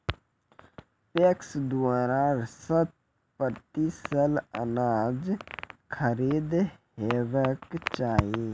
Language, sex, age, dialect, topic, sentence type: Maithili, male, 18-24, Angika, agriculture, question